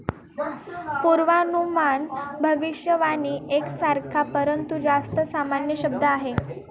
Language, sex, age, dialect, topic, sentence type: Marathi, female, 18-24, Northern Konkan, agriculture, statement